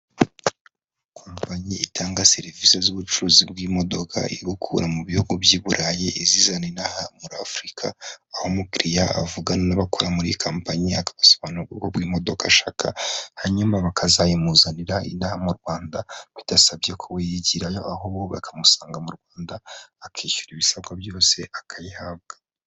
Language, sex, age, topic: Kinyarwanda, male, 25-35, finance